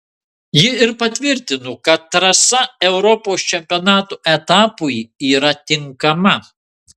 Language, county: Lithuanian, Marijampolė